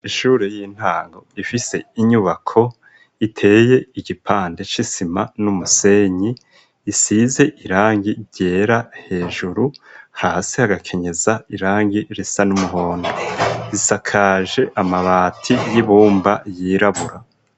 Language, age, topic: Rundi, 25-35, education